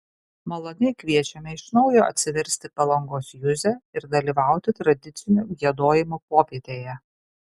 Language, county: Lithuanian, Kaunas